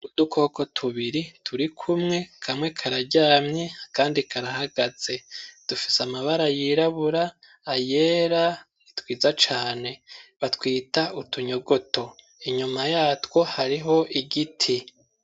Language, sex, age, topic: Rundi, male, 25-35, agriculture